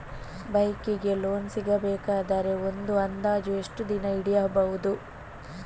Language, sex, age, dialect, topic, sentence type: Kannada, female, 18-24, Coastal/Dakshin, banking, question